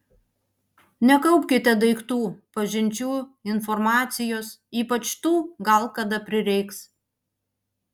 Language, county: Lithuanian, Panevėžys